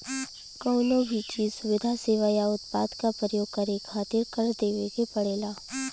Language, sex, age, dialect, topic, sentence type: Bhojpuri, female, 18-24, Western, banking, statement